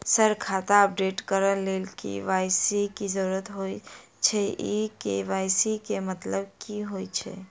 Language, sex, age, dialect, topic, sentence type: Maithili, female, 51-55, Southern/Standard, banking, question